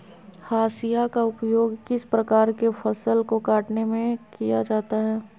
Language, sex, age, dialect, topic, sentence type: Magahi, female, 25-30, Southern, agriculture, question